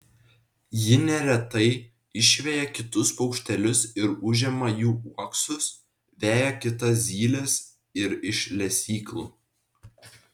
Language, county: Lithuanian, Vilnius